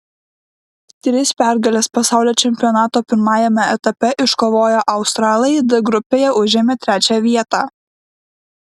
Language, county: Lithuanian, Klaipėda